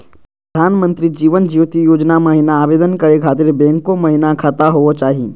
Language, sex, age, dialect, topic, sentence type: Magahi, male, 25-30, Southern, banking, question